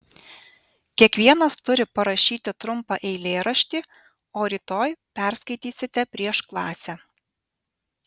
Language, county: Lithuanian, Vilnius